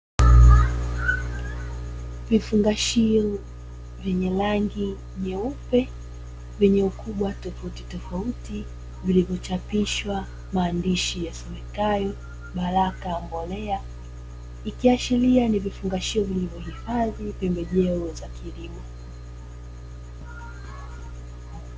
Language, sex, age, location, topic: Swahili, female, 25-35, Dar es Salaam, agriculture